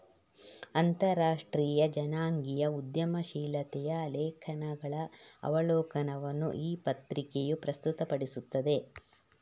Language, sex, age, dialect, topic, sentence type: Kannada, female, 31-35, Coastal/Dakshin, banking, statement